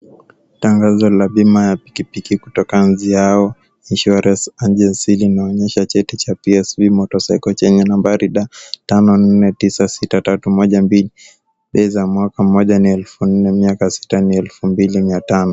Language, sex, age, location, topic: Swahili, male, 18-24, Kisumu, finance